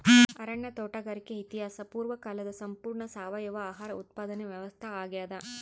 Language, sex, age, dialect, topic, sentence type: Kannada, female, 31-35, Central, agriculture, statement